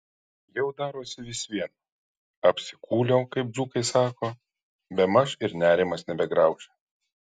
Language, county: Lithuanian, Marijampolė